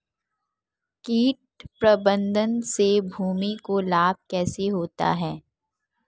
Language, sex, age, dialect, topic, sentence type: Hindi, female, 18-24, Marwari Dhudhari, agriculture, question